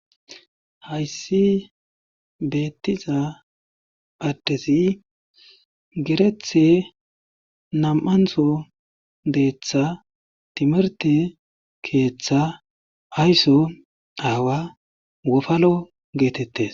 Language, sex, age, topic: Gamo, male, 25-35, government